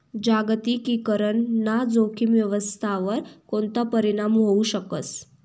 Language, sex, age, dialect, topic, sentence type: Marathi, female, 18-24, Northern Konkan, banking, statement